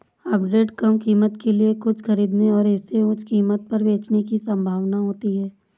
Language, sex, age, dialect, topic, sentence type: Hindi, female, 56-60, Awadhi Bundeli, banking, statement